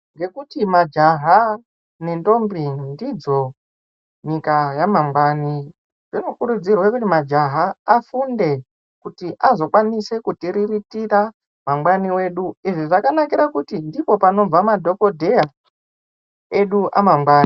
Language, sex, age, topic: Ndau, male, 18-24, education